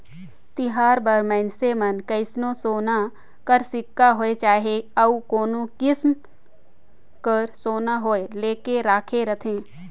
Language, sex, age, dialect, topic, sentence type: Chhattisgarhi, female, 60-100, Northern/Bhandar, banking, statement